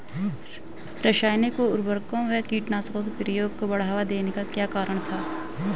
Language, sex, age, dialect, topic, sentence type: Hindi, female, 25-30, Hindustani Malvi Khadi Boli, agriculture, question